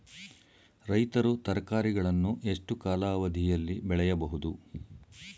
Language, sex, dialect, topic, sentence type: Kannada, male, Mysore Kannada, agriculture, question